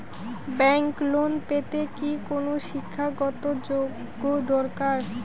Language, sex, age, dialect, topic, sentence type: Bengali, female, 18-24, Rajbangshi, banking, question